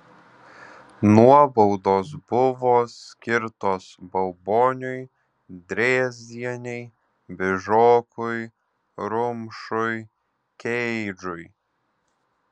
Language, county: Lithuanian, Alytus